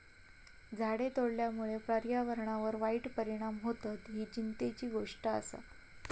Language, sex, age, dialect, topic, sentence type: Marathi, female, 25-30, Southern Konkan, agriculture, statement